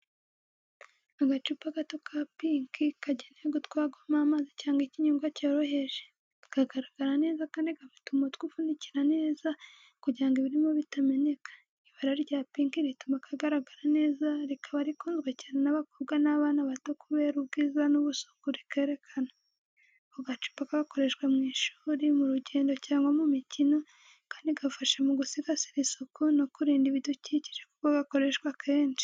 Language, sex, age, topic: Kinyarwanda, female, 18-24, education